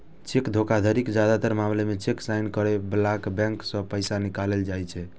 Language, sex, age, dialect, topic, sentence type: Maithili, male, 18-24, Eastern / Thethi, banking, statement